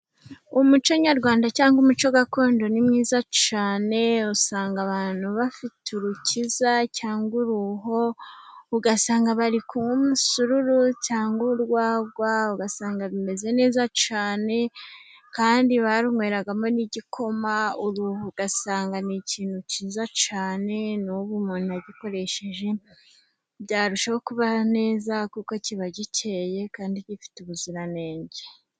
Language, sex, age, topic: Kinyarwanda, female, 25-35, government